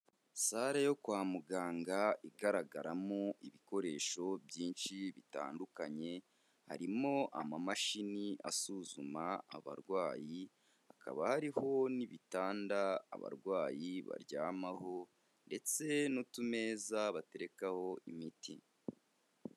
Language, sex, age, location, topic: Kinyarwanda, male, 25-35, Kigali, health